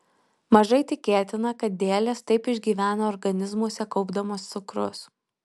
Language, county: Lithuanian, Alytus